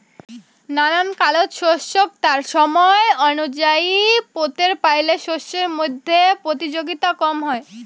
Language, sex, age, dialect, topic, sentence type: Bengali, female, <18, Rajbangshi, agriculture, statement